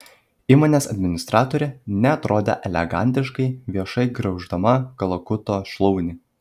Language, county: Lithuanian, Kaunas